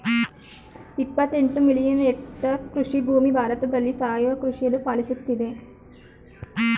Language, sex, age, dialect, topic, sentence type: Kannada, female, 36-40, Mysore Kannada, agriculture, statement